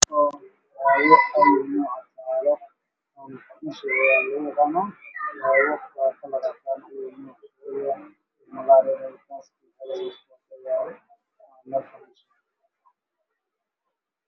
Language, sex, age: Somali, male, 25-35